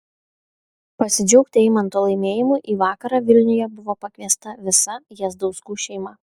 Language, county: Lithuanian, Alytus